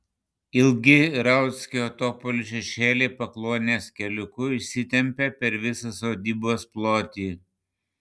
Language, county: Lithuanian, Panevėžys